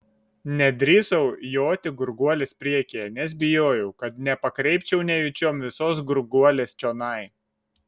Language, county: Lithuanian, Šiauliai